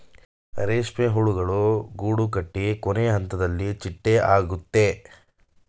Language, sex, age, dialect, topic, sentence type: Kannada, male, 18-24, Mysore Kannada, agriculture, statement